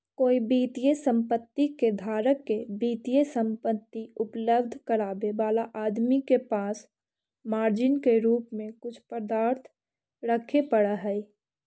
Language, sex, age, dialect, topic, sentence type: Magahi, female, 46-50, Central/Standard, banking, statement